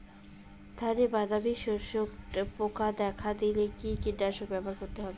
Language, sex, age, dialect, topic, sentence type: Bengali, female, 25-30, Rajbangshi, agriculture, question